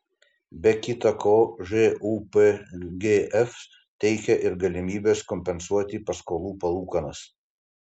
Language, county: Lithuanian, Panevėžys